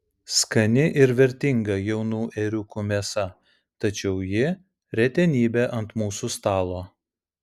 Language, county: Lithuanian, Vilnius